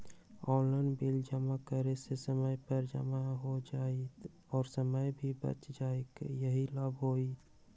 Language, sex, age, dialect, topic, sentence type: Magahi, male, 60-100, Western, banking, question